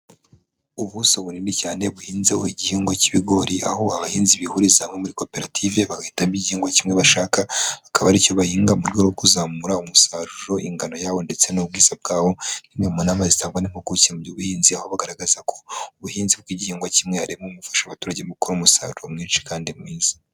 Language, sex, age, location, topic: Kinyarwanda, male, 25-35, Huye, agriculture